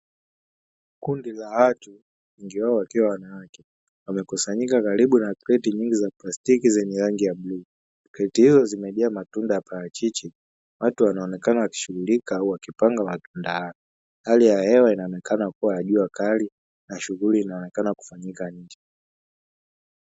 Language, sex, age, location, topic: Swahili, male, 18-24, Dar es Salaam, agriculture